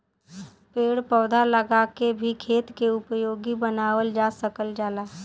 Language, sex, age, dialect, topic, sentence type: Bhojpuri, female, 18-24, Western, agriculture, statement